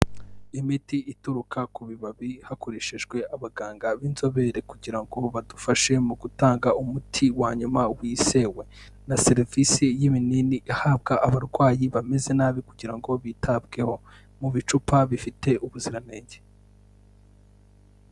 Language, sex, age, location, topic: Kinyarwanda, male, 18-24, Kigali, health